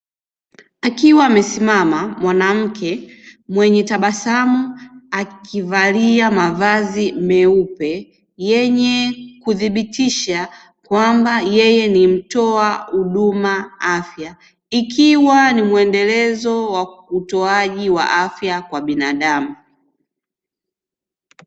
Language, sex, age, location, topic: Swahili, female, 25-35, Dar es Salaam, health